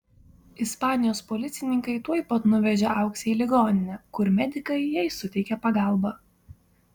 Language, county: Lithuanian, Vilnius